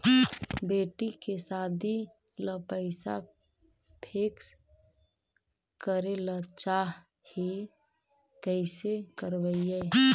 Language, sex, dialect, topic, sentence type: Magahi, female, Central/Standard, banking, question